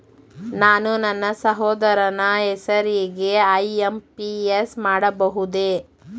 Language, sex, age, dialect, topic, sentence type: Kannada, female, 25-30, Mysore Kannada, banking, question